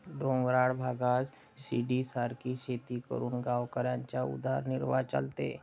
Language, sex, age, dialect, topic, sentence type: Marathi, male, 60-100, Standard Marathi, agriculture, statement